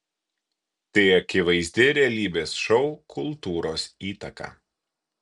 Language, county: Lithuanian, Kaunas